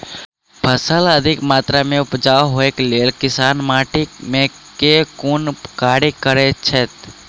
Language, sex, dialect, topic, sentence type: Maithili, male, Southern/Standard, agriculture, question